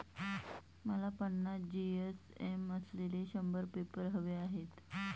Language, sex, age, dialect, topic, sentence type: Marathi, female, 31-35, Standard Marathi, agriculture, statement